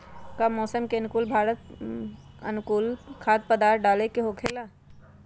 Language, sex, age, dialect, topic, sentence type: Magahi, female, 31-35, Western, agriculture, question